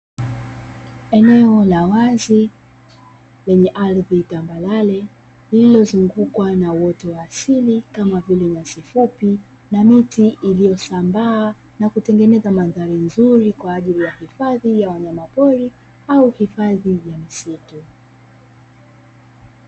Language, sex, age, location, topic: Swahili, female, 25-35, Dar es Salaam, agriculture